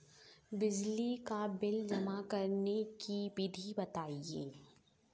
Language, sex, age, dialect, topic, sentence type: Hindi, female, 18-24, Kanauji Braj Bhasha, banking, question